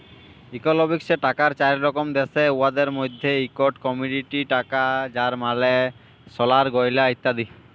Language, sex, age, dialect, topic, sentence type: Bengali, male, 18-24, Jharkhandi, banking, statement